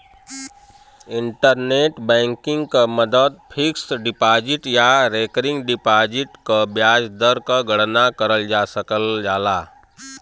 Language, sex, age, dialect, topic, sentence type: Bhojpuri, male, 36-40, Western, banking, statement